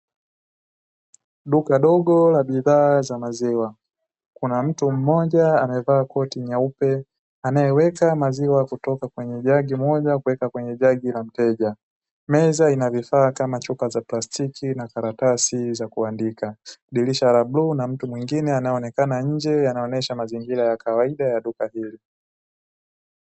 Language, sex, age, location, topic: Swahili, male, 18-24, Dar es Salaam, finance